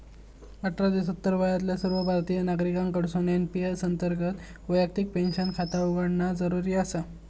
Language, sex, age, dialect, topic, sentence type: Marathi, male, 18-24, Southern Konkan, banking, statement